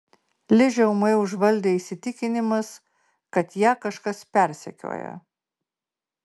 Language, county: Lithuanian, Marijampolė